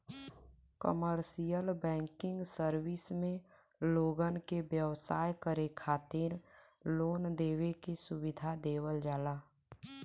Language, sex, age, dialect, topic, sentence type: Bhojpuri, female, <18, Western, banking, statement